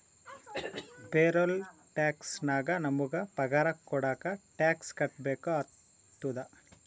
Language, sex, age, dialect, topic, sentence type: Kannada, male, 18-24, Northeastern, banking, statement